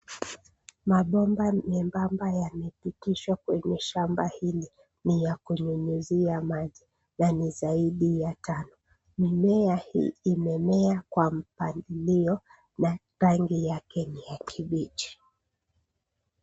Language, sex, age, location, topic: Swahili, female, 36-49, Nairobi, agriculture